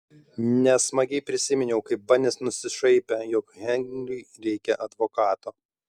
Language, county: Lithuanian, Šiauliai